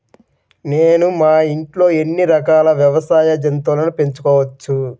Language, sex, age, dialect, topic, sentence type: Telugu, male, 18-24, Central/Coastal, agriculture, question